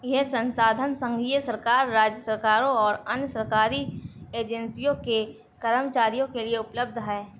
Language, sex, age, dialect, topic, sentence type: Hindi, female, 18-24, Awadhi Bundeli, banking, statement